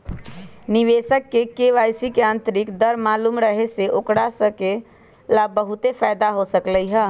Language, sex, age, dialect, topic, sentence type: Magahi, male, 31-35, Western, banking, statement